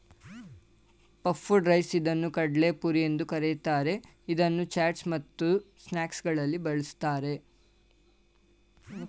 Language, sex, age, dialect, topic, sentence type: Kannada, male, 18-24, Mysore Kannada, agriculture, statement